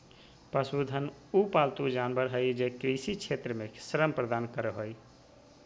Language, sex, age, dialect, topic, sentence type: Magahi, male, 36-40, Southern, agriculture, statement